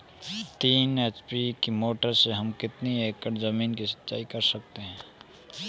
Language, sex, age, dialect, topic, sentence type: Hindi, male, 18-24, Marwari Dhudhari, agriculture, question